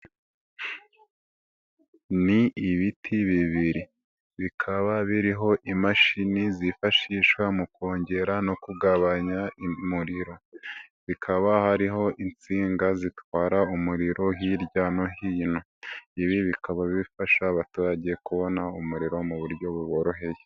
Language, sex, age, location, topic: Kinyarwanda, male, 18-24, Nyagatare, government